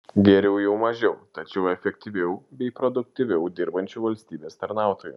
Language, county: Lithuanian, Šiauliai